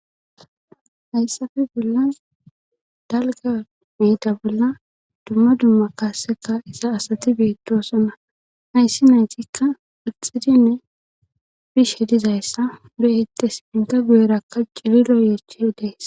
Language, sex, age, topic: Gamo, female, 25-35, government